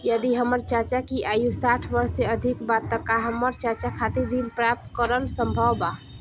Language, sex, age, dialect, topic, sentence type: Bhojpuri, female, 18-24, Northern, banking, statement